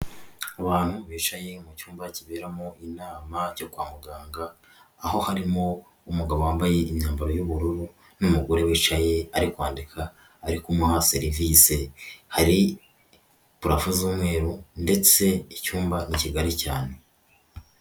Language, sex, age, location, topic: Kinyarwanda, male, 18-24, Huye, health